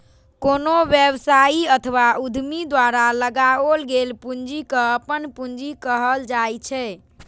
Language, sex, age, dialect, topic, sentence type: Maithili, female, 18-24, Eastern / Thethi, banking, statement